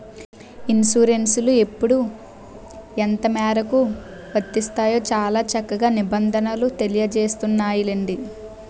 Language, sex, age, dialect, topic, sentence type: Telugu, male, 25-30, Utterandhra, banking, statement